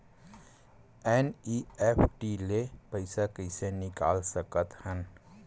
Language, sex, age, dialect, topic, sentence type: Chhattisgarhi, male, 31-35, Western/Budati/Khatahi, banking, question